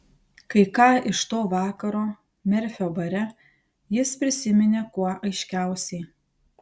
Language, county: Lithuanian, Panevėžys